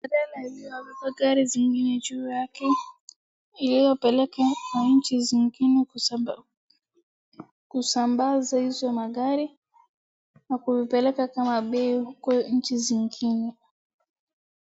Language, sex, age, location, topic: Swahili, female, 36-49, Wajir, finance